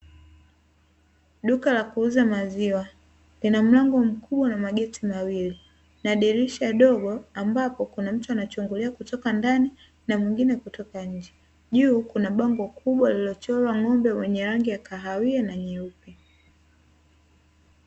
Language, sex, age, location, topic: Swahili, female, 18-24, Dar es Salaam, finance